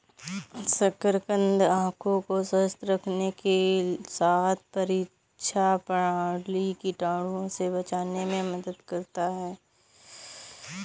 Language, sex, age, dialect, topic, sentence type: Hindi, female, 25-30, Kanauji Braj Bhasha, agriculture, statement